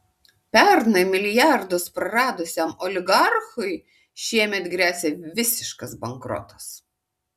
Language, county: Lithuanian, Kaunas